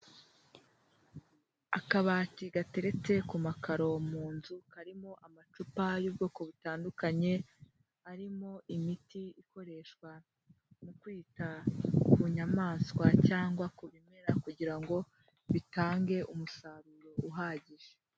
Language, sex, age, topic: Kinyarwanda, male, 18-24, agriculture